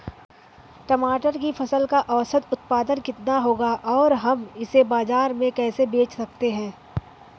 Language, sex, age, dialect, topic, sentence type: Hindi, female, 18-24, Awadhi Bundeli, agriculture, question